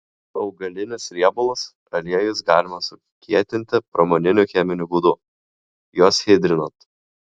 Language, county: Lithuanian, Klaipėda